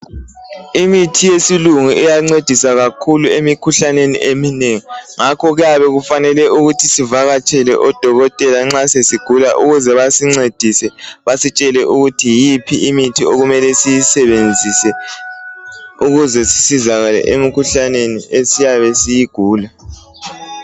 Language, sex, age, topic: North Ndebele, male, 18-24, health